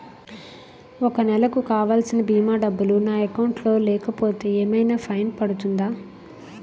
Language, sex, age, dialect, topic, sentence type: Telugu, female, 31-35, Utterandhra, banking, question